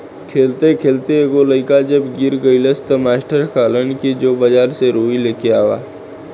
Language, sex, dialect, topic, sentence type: Bhojpuri, male, Southern / Standard, agriculture, statement